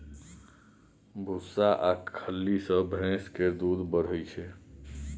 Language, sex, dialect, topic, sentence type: Maithili, male, Bajjika, agriculture, statement